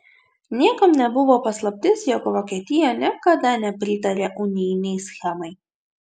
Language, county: Lithuanian, Vilnius